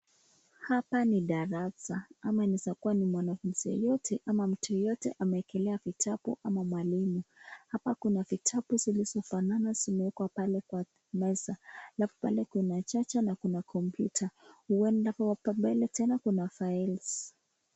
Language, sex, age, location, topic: Swahili, female, 25-35, Nakuru, education